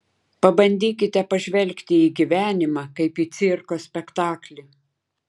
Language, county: Lithuanian, Klaipėda